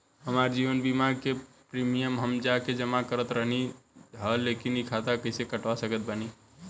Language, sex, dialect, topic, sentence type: Bhojpuri, male, Southern / Standard, banking, question